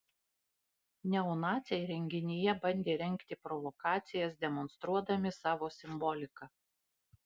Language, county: Lithuanian, Panevėžys